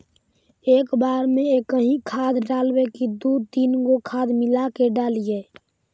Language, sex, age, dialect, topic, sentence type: Magahi, male, 51-55, Central/Standard, agriculture, question